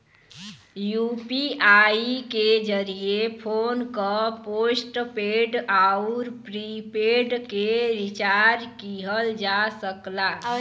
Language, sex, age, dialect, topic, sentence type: Bhojpuri, female, 18-24, Western, banking, statement